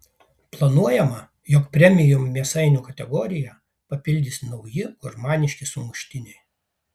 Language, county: Lithuanian, Kaunas